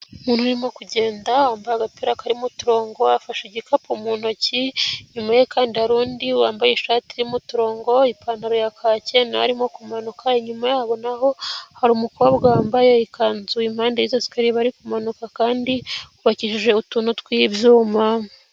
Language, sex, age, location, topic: Kinyarwanda, female, 18-24, Nyagatare, education